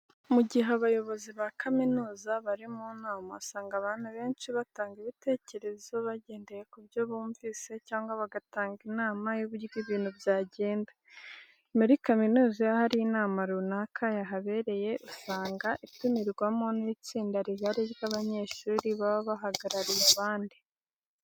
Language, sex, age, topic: Kinyarwanda, female, 36-49, education